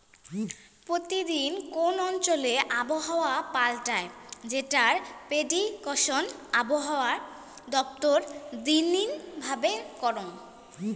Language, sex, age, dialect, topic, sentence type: Bengali, female, 18-24, Rajbangshi, agriculture, statement